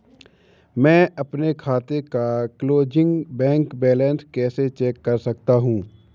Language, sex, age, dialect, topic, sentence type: Hindi, male, 18-24, Awadhi Bundeli, banking, question